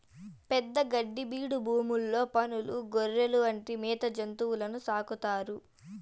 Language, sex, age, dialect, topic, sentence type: Telugu, female, 18-24, Southern, agriculture, statement